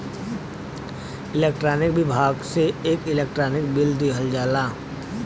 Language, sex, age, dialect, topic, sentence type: Bhojpuri, male, 60-100, Western, banking, statement